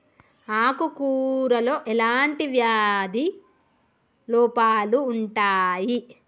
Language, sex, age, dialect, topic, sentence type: Telugu, female, 18-24, Telangana, agriculture, question